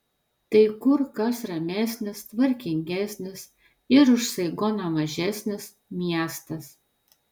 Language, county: Lithuanian, Telšiai